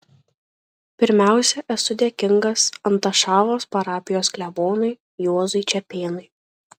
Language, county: Lithuanian, Šiauliai